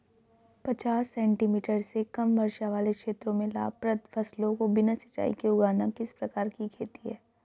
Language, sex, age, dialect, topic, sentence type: Hindi, female, 31-35, Hindustani Malvi Khadi Boli, agriculture, question